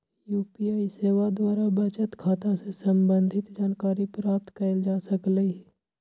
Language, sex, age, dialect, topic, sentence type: Magahi, male, 25-30, Western, banking, statement